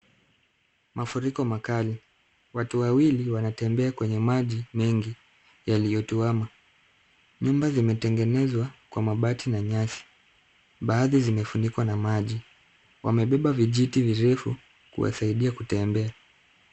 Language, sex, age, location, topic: Swahili, male, 25-35, Kisumu, health